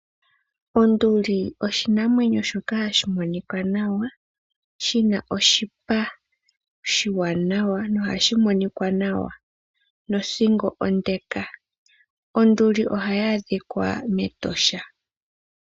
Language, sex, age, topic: Oshiwambo, female, 18-24, agriculture